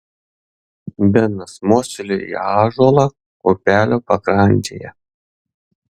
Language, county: Lithuanian, Šiauliai